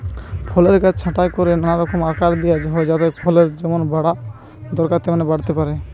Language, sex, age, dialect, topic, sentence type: Bengali, male, 18-24, Western, agriculture, statement